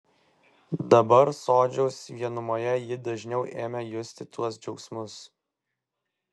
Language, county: Lithuanian, Vilnius